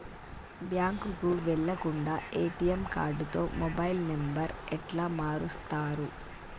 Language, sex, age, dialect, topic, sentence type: Telugu, female, 25-30, Telangana, banking, question